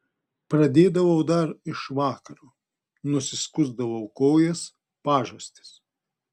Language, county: Lithuanian, Klaipėda